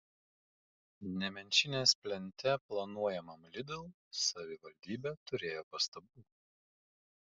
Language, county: Lithuanian, Klaipėda